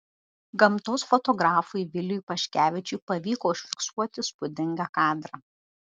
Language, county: Lithuanian, Šiauliai